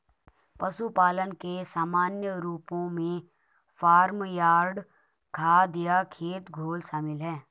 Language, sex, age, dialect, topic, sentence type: Hindi, male, 18-24, Garhwali, agriculture, statement